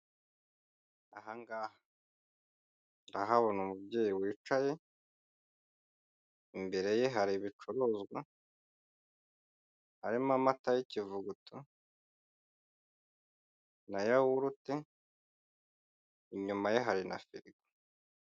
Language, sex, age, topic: Kinyarwanda, male, 25-35, finance